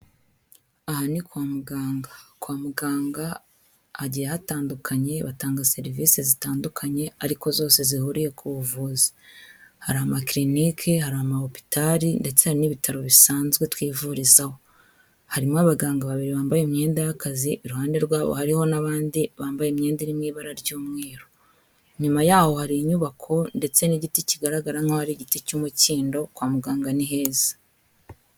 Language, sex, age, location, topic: Kinyarwanda, female, 25-35, Kigali, health